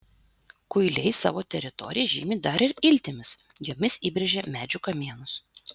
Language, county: Lithuanian, Vilnius